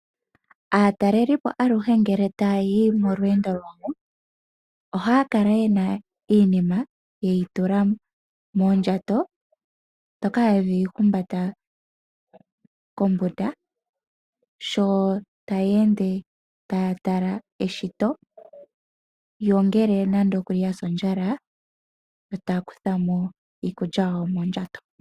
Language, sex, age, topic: Oshiwambo, female, 18-24, agriculture